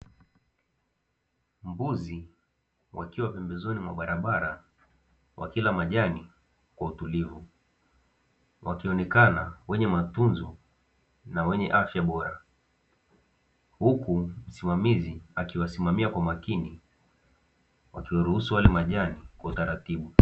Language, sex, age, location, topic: Swahili, male, 18-24, Dar es Salaam, agriculture